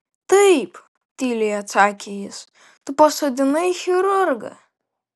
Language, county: Lithuanian, Vilnius